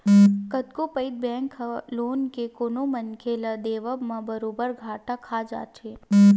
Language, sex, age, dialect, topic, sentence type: Chhattisgarhi, female, 41-45, Western/Budati/Khatahi, banking, statement